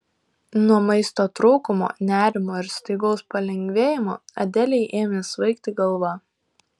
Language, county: Lithuanian, Kaunas